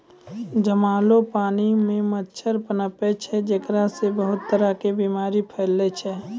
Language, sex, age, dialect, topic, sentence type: Maithili, male, 18-24, Angika, agriculture, statement